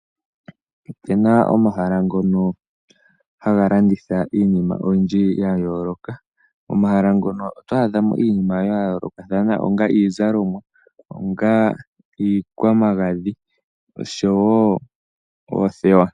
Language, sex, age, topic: Oshiwambo, female, 18-24, finance